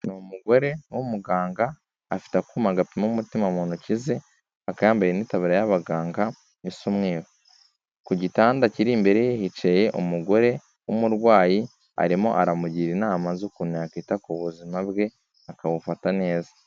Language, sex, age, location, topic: Kinyarwanda, male, 18-24, Kigali, health